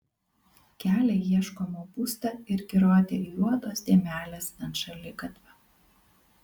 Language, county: Lithuanian, Kaunas